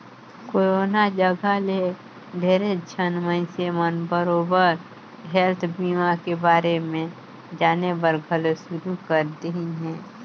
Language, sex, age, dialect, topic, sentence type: Chhattisgarhi, female, 25-30, Northern/Bhandar, banking, statement